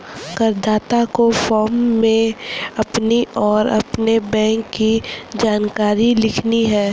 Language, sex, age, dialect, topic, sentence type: Hindi, female, 31-35, Kanauji Braj Bhasha, banking, statement